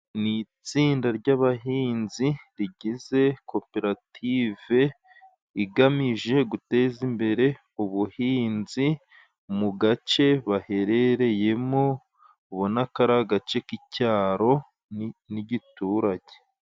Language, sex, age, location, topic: Kinyarwanda, male, 25-35, Musanze, agriculture